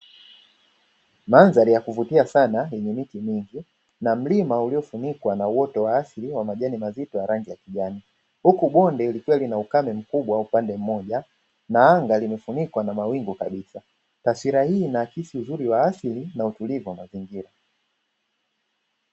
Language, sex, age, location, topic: Swahili, male, 25-35, Dar es Salaam, agriculture